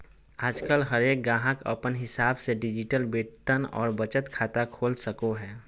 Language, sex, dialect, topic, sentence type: Magahi, male, Southern, banking, statement